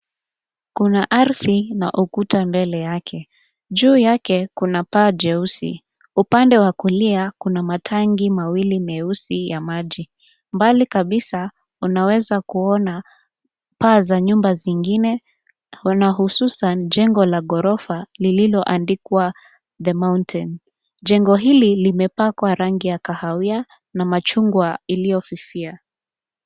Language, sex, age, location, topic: Swahili, female, 25-35, Nairobi, finance